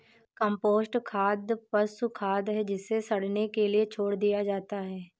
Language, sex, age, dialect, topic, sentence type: Hindi, female, 18-24, Awadhi Bundeli, agriculture, statement